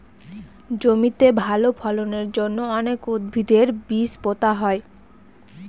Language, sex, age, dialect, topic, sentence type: Bengali, female, 18-24, Northern/Varendri, agriculture, statement